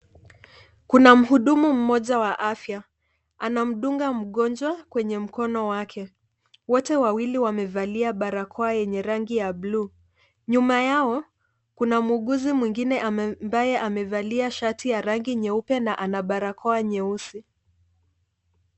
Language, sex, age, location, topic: Swahili, female, 25-35, Nairobi, health